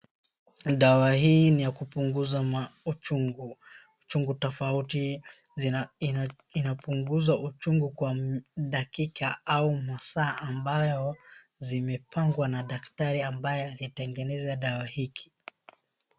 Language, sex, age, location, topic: Swahili, female, 36-49, Wajir, health